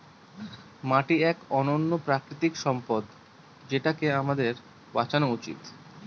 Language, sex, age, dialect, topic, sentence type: Bengali, male, 31-35, Northern/Varendri, agriculture, statement